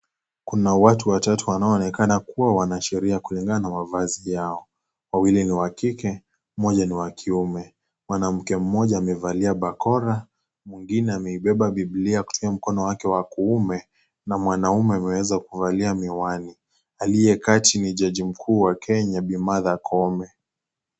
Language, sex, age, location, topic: Swahili, male, 18-24, Kisii, government